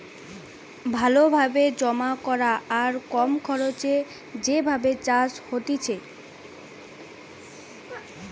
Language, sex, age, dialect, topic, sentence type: Bengali, female, 18-24, Western, agriculture, statement